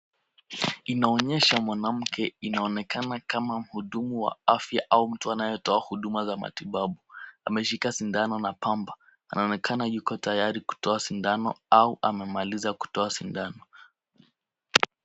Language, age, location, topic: Swahili, 36-49, Kisumu, health